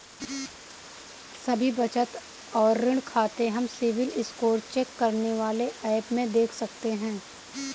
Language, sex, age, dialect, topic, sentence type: Hindi, female, 18-24, Kanauji Braj Bhasha, banking, statement